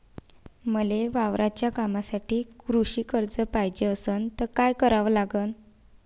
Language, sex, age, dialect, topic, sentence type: Marathi, female, 25-30, Varhadi, banking, question